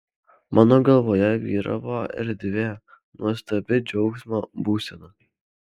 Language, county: Lithuanian, Alytus